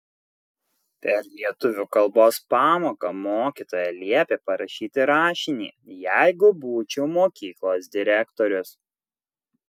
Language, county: Lithuanian, Kaunas